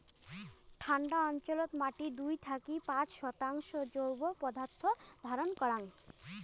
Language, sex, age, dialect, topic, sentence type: Bengali, female, 25-30, Rajbangshi, agriculture, statement